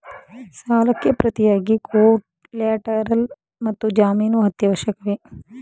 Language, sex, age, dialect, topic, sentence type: Kannada, female, 25-30, Mysore Kannada, banking, question